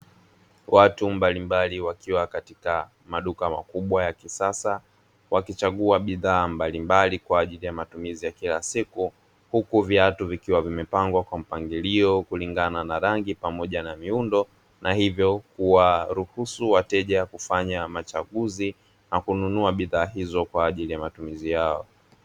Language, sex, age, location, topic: Swahili, male, 18-24, Dar es Salaam, finance